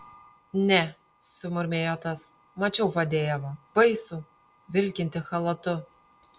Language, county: Lithuanian, Panevėžys